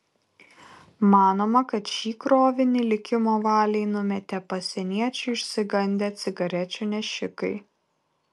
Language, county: Lithuanian, Kaunas